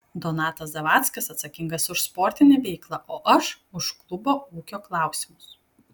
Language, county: Lithuanian, Kaunas